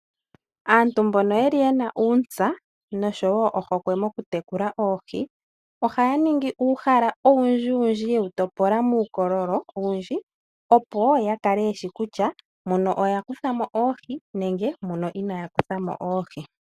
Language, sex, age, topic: Oshiwambo, female, 18-24, agriculture